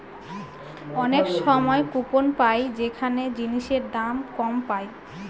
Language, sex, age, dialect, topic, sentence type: Bengali, female, 25-30, Northern/Varendri, banking, statement